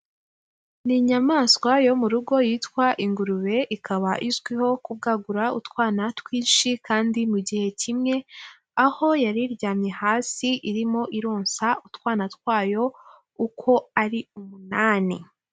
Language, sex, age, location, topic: Kinyarwanda, female, 18-24, Huye, agriculture